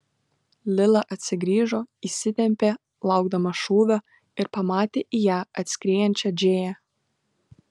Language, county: Lithuanian, Kaunas